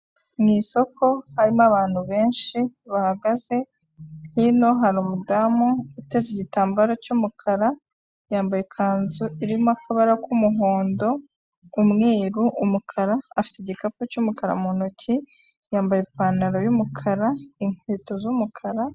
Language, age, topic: Kinyarwanda, 25-35, finance